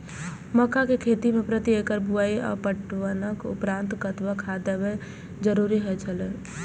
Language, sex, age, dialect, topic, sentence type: Maithili, female, 18-24, Eastern / Thethi, agriculture, question